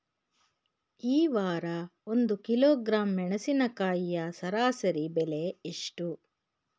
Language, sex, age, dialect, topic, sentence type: Kannada, female, 51-55, Mysore Kannada, agriculture, question